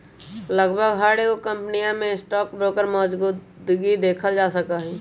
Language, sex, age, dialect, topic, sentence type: Magahi, male, 18-24, Western, banking, statement